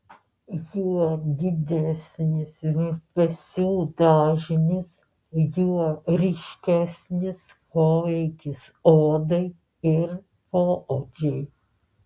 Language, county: Lithuanian, Alytus